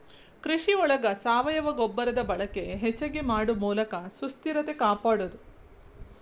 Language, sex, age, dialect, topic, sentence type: Kannada, female, 36-40, Dharwad Kannada, agriculture, statement